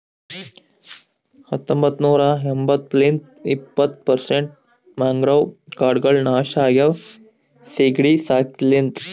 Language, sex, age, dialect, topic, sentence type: Kannada, male, 25-30, Northeastern, agriculture, statement